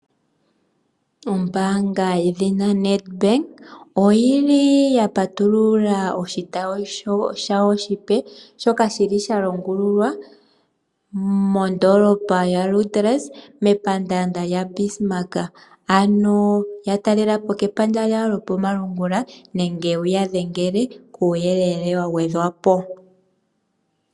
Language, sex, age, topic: Oshiwambo, female, 18-24, finance